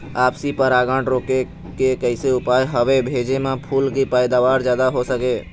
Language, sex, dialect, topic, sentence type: Chhattisgarhi, male, Eastern, agriculture, question